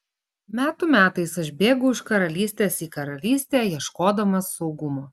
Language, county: Lithuanian, Klaipėda